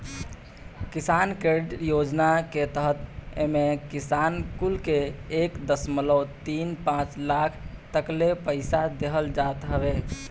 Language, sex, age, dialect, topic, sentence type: Bhojpuri, male, 18-24, Northern, banking, statement